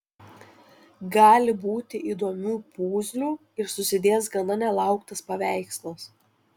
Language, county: Lithuanian, Šiauliai